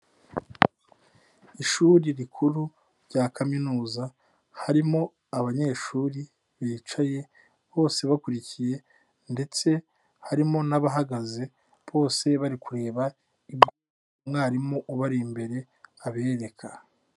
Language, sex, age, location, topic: Kinyarwanda, male, 18-24, Nyagatare, education